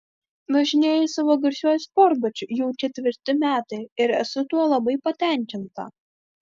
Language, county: Lithuanian, Vilnius